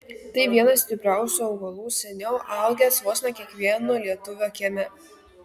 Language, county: Lithuanian, Kaunas